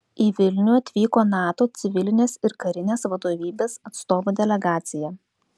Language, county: Lithuanian, Klaipėda